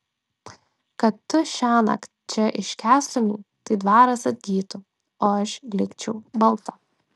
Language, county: Lithuanian, Klaipėda